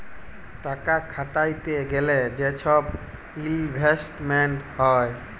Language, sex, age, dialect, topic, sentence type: Bengali, male, 18-24, Jharkhandi, banking, statement